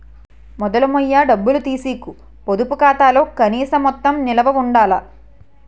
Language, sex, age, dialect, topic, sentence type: Telugu, female, 18-24, Utterandhra, banking, statement